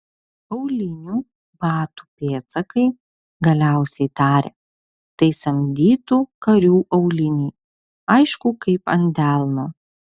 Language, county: Lithuanian, Vilnius